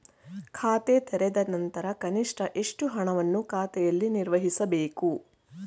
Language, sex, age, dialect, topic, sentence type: Kannada, female, 41-45, Mysore Kannada, banking, question